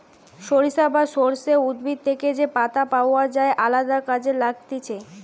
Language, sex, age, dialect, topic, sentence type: Bengali, female, 18-24, Western, agriculture, statement